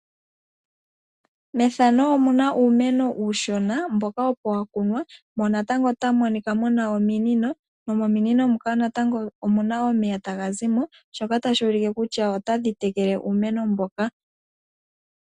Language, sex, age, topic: Oshiwambo, female, 18-24, agriculture